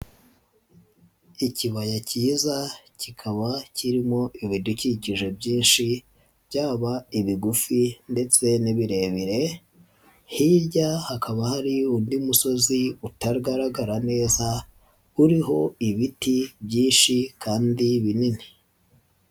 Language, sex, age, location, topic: Kinyarwanda, male, 25-35, Nyagatare, agriculture